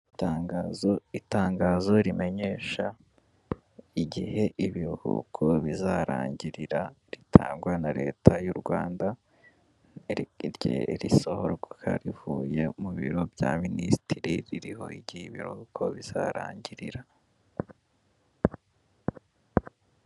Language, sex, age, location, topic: Kinyarwanda, male, 18-24, Kigali, government